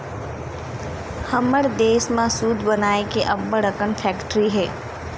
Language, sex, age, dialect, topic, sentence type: Chhattisgarhi, female, 18-24, Western/Budati/Khatahi, agriculture, statement